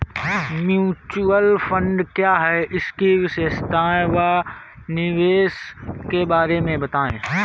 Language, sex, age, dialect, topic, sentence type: Hindi, male, 25-30, Marwari Dhudhari, banking, question